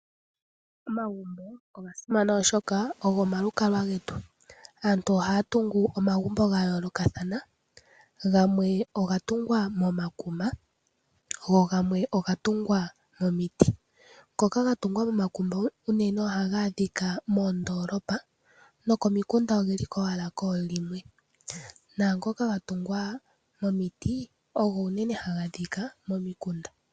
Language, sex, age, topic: Oshiwambo, female, 18-24, agriculture